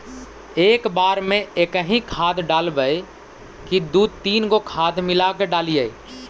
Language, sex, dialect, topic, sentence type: Magahi, male, Central/Standard, agriculture, question